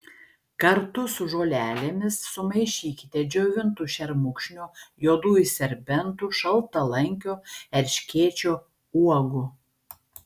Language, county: Lithuanian, Šiauliai